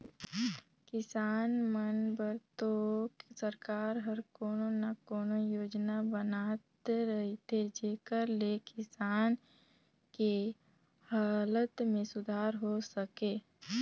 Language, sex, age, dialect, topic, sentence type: Chhattisgarhi, female, 18-24, Northern/Bhandar, agriculture, statement